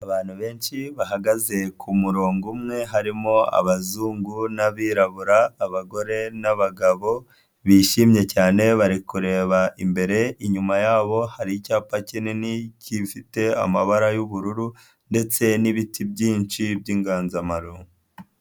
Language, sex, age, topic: Kinyarwanda, male, 25-35, health